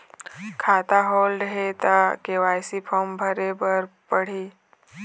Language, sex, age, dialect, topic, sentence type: Chhattisgarhi, female, 18-24, Eastern, banking, question